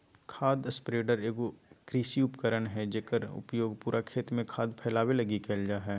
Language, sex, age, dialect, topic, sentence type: Magahi, male, 18-24, Southern, agriculture, statement